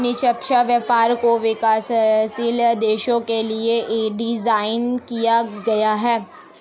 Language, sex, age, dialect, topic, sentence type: Hindi, female, 18-24, Marwari Dhudhari, banking, statement